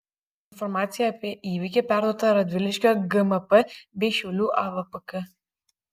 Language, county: Lithuanian, Kaunas